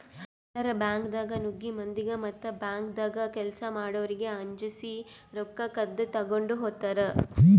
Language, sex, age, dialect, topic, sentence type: Kannada, female, 18-24, Northeastern, banking, statement